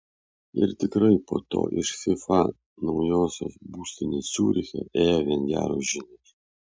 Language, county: Lithuanian, Vilnius